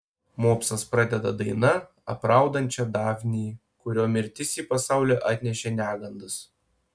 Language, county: Lithuanian, Panevėžys